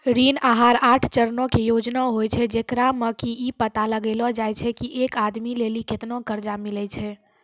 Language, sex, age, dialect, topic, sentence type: Maithili, female, 46-50, Angika, banking, statement